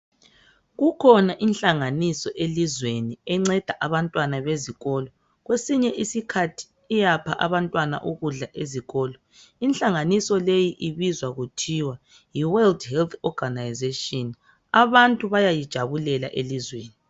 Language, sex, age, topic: North Ndebele, female, 25-35, health